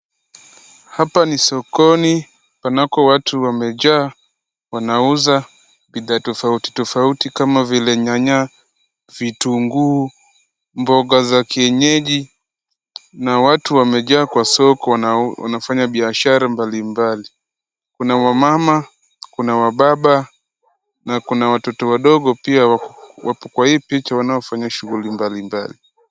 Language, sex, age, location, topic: Swahili, male, 25-35, Kisumu, finance